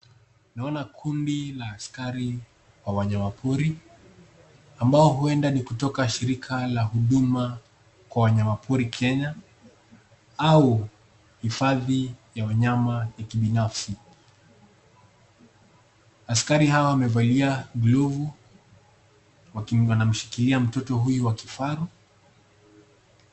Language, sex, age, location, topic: Swahili, male, 18-24, Nairobi, government